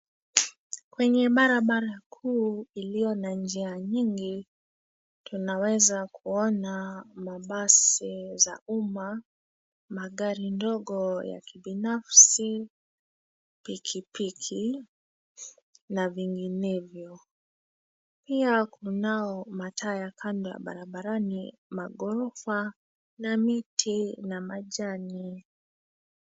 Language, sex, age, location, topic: Swahili, female, 25-35, Nairobi, government